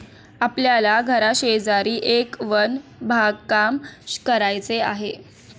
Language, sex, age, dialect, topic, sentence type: Marathi, female, 18-24, Standard Marathi, agriculture, statement